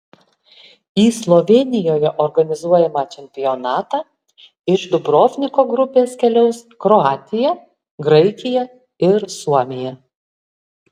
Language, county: Lithuanian, Alytus